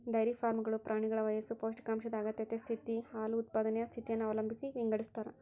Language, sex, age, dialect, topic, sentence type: Kannada, female, 41-45, Central, agriculture, statement